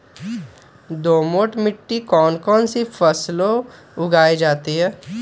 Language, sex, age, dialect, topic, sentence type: Magahi, male, 18-24, Western, agriculture, question